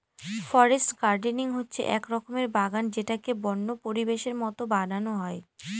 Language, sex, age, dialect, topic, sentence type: Bengali, female, 18-24, Northern/Varendri, agriculture, statement